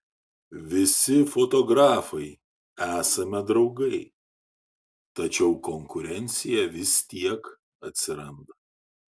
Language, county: Lithuanian, Šiauliai